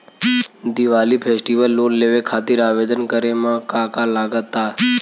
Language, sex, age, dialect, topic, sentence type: Bhojpuri, male, 18-24, Southern / Standard, banking, question